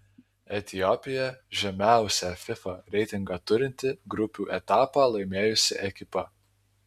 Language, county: Lithuanian, Alytus